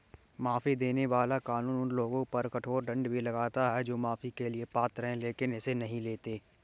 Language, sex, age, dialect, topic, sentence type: Hindi, male, 18-24, Kanauji Braj Bhasha, banking, statement